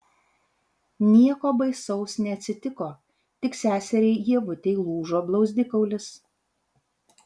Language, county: Lithuanian, Vilnius